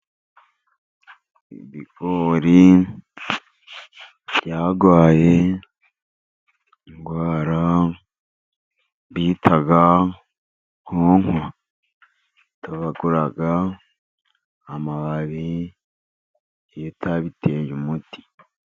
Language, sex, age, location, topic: Kinyarwanda, male, 50+, Musanze, agriculture